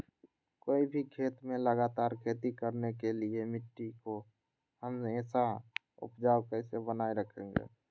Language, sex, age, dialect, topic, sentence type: Magahi, male, 18-24, Western, agriculture, question